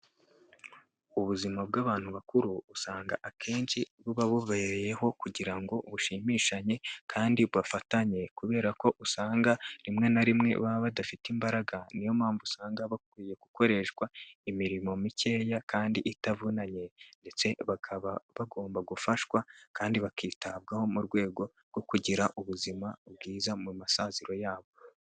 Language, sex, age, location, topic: Kinyarwanda, male, 18-24, Kigali, health